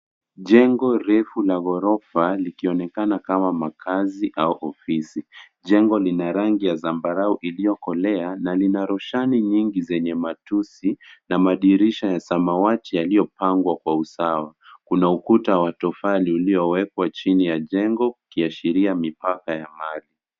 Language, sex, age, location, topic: Swahili, male, 25-35, Nairobi, finance